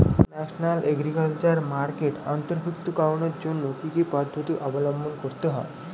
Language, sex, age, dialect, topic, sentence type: Bengali, male, 18-24, Standard Colloquial, agriculture, question